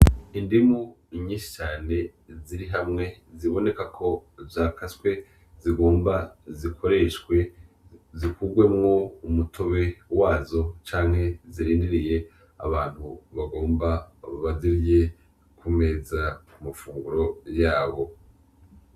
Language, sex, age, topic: Rundi, male, 25-35, agriculture